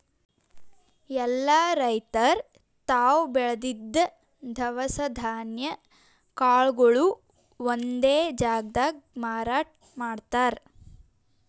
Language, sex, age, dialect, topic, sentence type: Kannada, female, 18-24, Northeastern, agriculture, statement